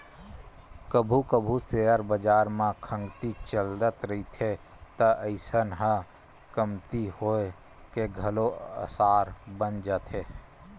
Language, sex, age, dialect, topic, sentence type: Chhattisgarhi, male, 31-35, Western/Budati/Khatahi, banking, statement